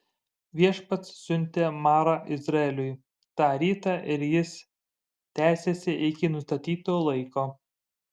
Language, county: Lithuanian, Šiauliai